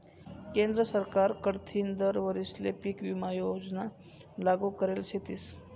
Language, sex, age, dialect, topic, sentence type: Marathi, male, 18-24, Northern Konkan, agriculture, statement